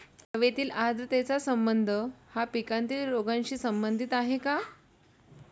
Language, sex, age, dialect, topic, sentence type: Marathi, female, 31-35, Standard Marathi, agriculture, question